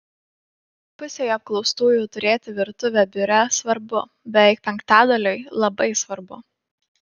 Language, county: Lithuanian, Panevėžys